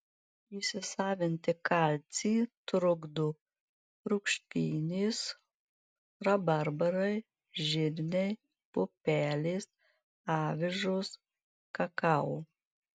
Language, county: Lithuanian, Marijampolė